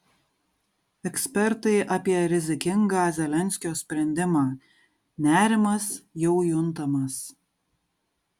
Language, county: Lithuanian, Kaunas